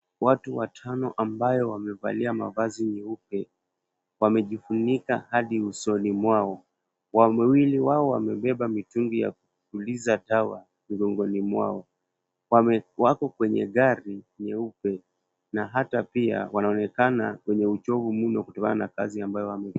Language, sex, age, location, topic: Swahili, male, 18-24, Kisumu, health